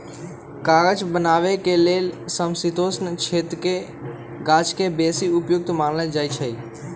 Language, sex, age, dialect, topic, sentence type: Magahi, male, 18-24, Western, agriculture, statement